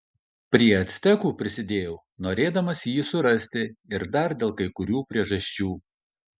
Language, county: Lithuanian, Kaunas